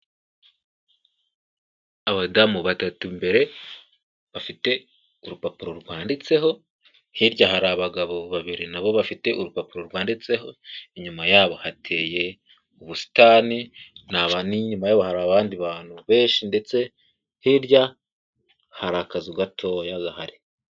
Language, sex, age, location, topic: Kinyarwanda, male, 18-24, Kigali, health